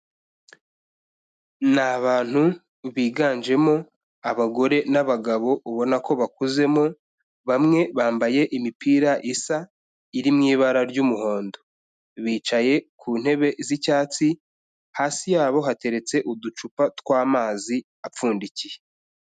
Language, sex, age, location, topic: Kinyarwanda, male, 25-35, Kigali, health